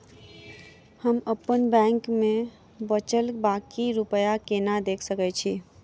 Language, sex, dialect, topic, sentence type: Maithili, female, Southern/Standard, banking, question